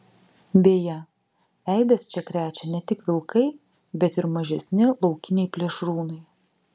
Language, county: Lithuanian, Vilnius